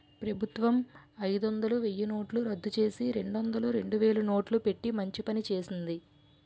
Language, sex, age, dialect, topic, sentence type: Telugu, female, 18-24, Utterandhra, banking, statement